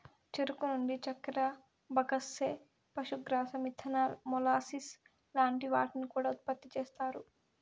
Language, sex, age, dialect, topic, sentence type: Telugu, female, 18-24, Southern, agriculture, statement